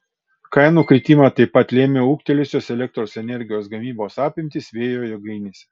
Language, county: Lithuanian, Kaunas